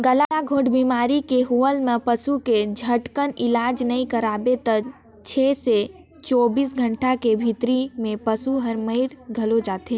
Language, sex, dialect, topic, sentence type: Chhattisgarhi, female, Northern/Bhandar, agriculture, statement